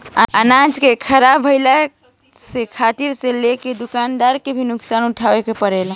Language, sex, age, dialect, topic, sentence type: Bhojpuri, female, <18, Southern / Standard, agriculture, statement